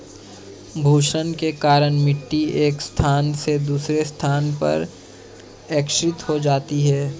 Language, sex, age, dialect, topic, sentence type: Hindi, male, 31-35, Marwari Dhudhari, agriculture, statement